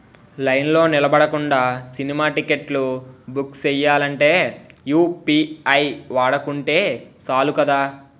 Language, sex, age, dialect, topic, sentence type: Telugu, male, 18-24, Utterandhra, banking, statement